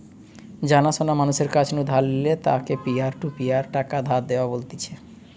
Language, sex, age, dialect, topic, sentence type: Bengali, male, 31-35, Western, banking, statement